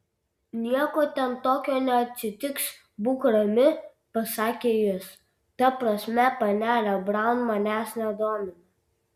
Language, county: Lithuanian, Vilnius